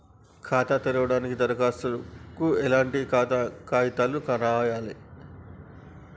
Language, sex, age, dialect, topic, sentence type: Telugu, male, 36-40, Telangana, banking, question